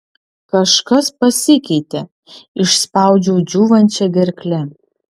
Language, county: Lithuanian, Vilnius